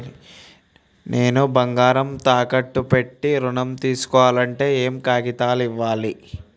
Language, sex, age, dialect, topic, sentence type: Telugu, male, 18-24, Telangana, banking, question